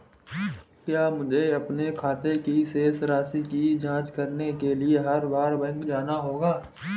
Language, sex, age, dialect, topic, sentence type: Hindi, male, 25-30, Marwari Dhudhari, banking, question